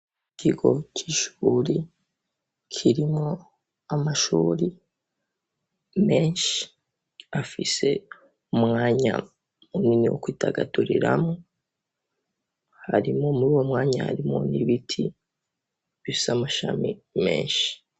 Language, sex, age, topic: Rundi, male, 18-24, education